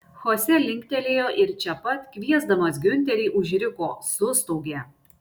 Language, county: Lithuanian, Šiauliai